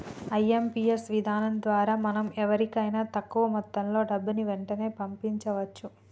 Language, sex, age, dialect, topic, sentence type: Telugu, female, 18-24, Telangana, banking, statement